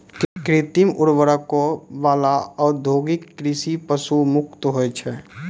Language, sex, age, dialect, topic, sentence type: Maithili, male, 18-24, Angika, agriculture, statement